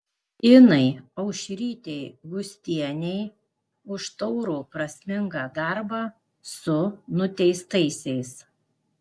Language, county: Lithuanian, Klaipėda